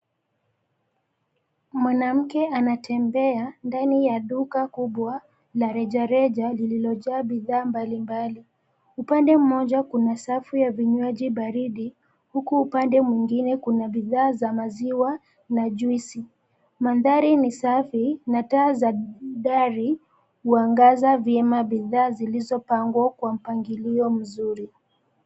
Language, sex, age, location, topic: Swahili, female, 25-35, Nairobi, finance